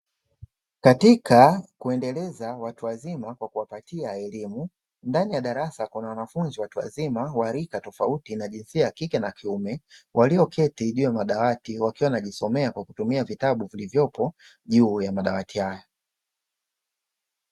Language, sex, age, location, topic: Swahili, male, 25-35, Dar es Salaam, education